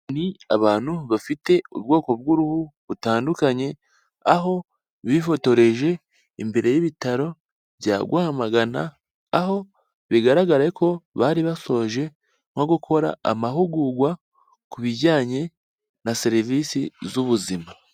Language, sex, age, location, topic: Kinyarwanda, male, 18-24, Kigali, health